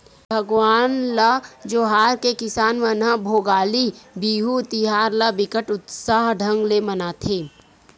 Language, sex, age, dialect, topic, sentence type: Chhattisgarhi, female, 41-45, Western/Budati/Khatahi, agriculture, statement